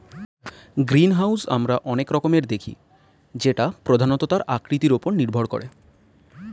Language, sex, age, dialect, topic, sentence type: Bengali, male, 25-30, Standard Colloquial, agriculture, statement